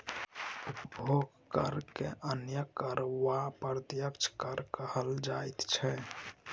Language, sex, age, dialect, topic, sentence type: Maithili, male, 18-24, Bajjika, banking, statement